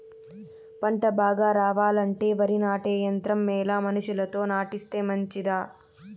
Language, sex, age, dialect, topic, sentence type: Telugu, female, 18-24, Southern, agriculture, question